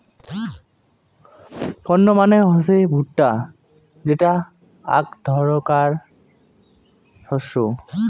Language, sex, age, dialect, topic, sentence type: Bengali, male, 18-24, Rajbangshi, agriculture, statement